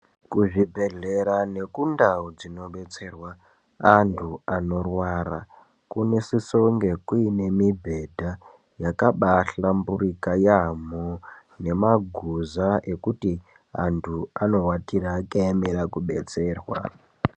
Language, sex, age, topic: Ndau, male, 18-24, health